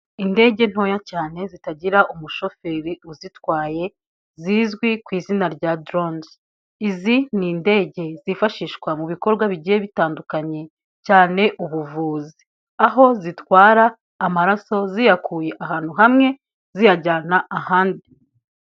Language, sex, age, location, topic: Kinyarwanda, female, 18-24, Kigali, health